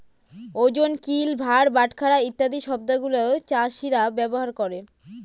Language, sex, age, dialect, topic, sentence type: Bengali, female, 18-24, Northern/Varendri, agriculture, statement